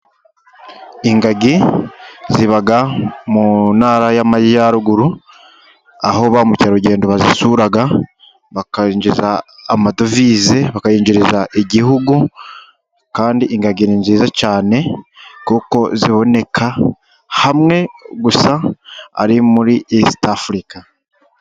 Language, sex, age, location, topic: Kinyarwanda, male, 36-49, Musanze, agriculture